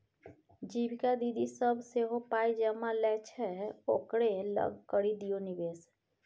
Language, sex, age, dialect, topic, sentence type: Maithili, female, 25-30, Bajjika, banking, statement